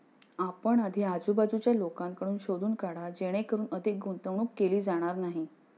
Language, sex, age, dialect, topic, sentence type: Marathi, female, 41-45, Standard Marathi, banking, statement